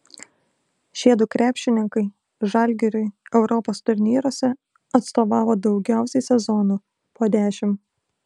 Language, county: Lithuanian, Klaipėda